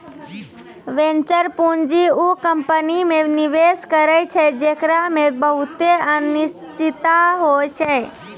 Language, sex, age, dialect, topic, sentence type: Maithili, female, 18-24, Angika, banking, statement